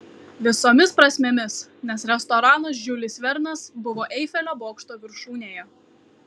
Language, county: Lithuanian, Kaunas